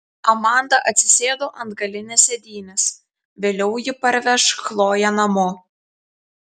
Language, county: Lithuanian, Telšiai